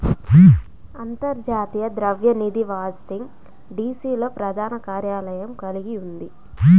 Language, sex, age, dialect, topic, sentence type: Telugu, female, 18-24, Central/Coastal, banking, statement